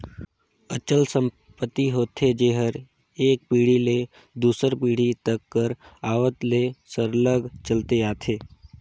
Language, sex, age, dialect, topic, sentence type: Chhattisgarhi, male, 18-24, Northern/Bhandar, banking, statement